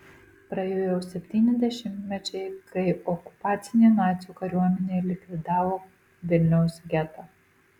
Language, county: Lithuanian, Marijampolė